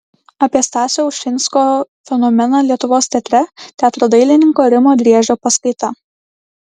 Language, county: Lithuanian, Klaipėda